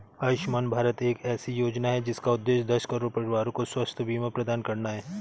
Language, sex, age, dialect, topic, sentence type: Hindi, male, 31-35, Awadhi Bundeli, banking, statement